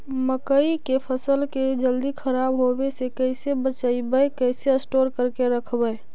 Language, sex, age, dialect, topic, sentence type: Magahi, female, 18-24, Central/Standard, agriculture, question